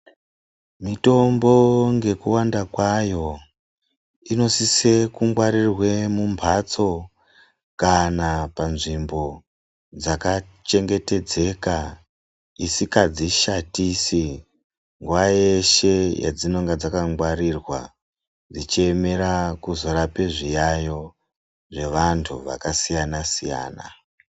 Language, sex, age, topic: Ndau, male, 36-49, health